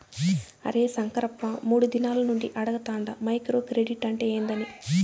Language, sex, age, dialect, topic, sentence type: Telugu, female, 18-24, Southern, banking, statement